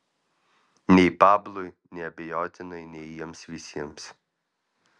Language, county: Lithuanian, Alytus